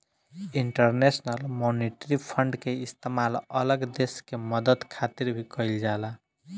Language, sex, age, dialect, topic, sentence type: Bhojpuri, male, 25-30, Southern / Standard, banking, statement